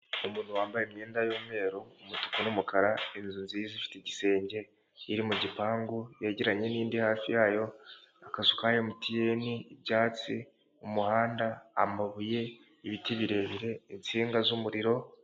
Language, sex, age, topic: Kinyarwanda, male, 18-24, government